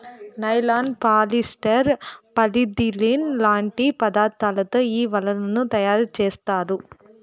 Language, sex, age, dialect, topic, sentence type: Telugu, female, 41-45, Southern, agriculture, statement